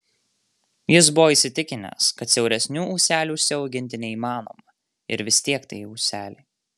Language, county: Lithuanian, Marijampolė